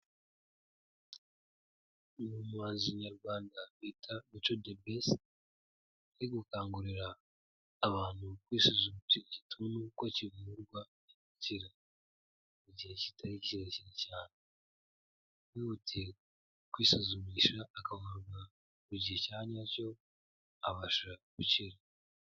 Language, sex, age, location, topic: Kinyarwanda, male, 18-24, Kigali, health